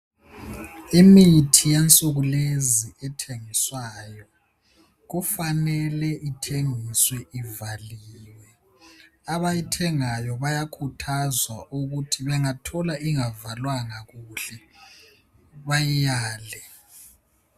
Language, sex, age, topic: North Ndebele, male, 25-35, health